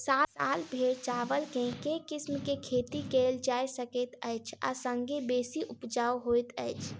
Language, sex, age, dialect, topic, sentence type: Maithili, female, 25-30, Southern/Standard, agriculture, question